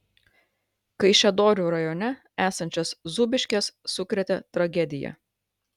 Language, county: Lithuanian, Klaipėda